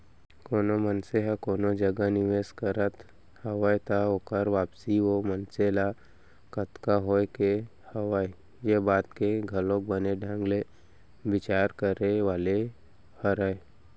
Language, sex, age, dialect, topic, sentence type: Chhattisgarhi, male, 25-30, Central, banking, statement